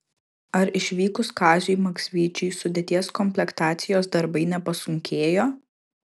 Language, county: Lithuanian, Kaunas